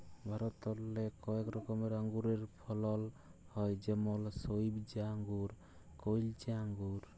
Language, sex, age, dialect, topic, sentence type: Bengali, male, 25-30, Jharkhandi, agriculture, statement